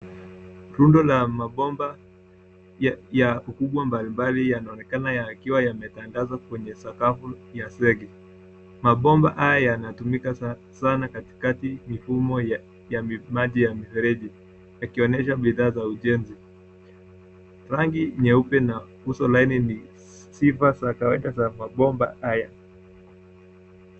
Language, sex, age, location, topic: Swahili, male, 18-24, Nairobi, government